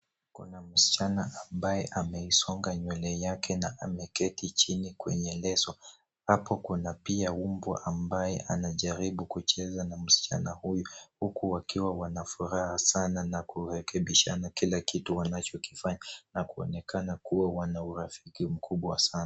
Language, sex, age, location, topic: Swahili, male, 18-24, Nairobi, government